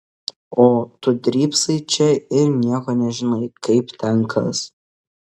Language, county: Lithuanian, Kaunas